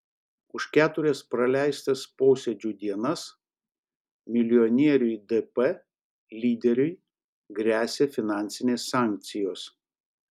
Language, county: Lithuanian, Šiauliai